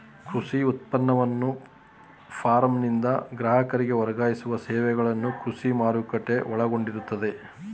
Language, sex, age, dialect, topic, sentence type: Kannada, male, 41-45, Mysore Kannada, agriculture, statement